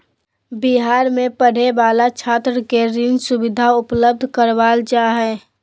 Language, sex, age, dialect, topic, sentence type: Magahi, female, 18-24, Southern, banking, statement